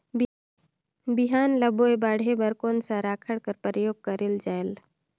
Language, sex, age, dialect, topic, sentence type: Chhattisgarhi, female, 25-30, Northern/Bhandar, agriculture, question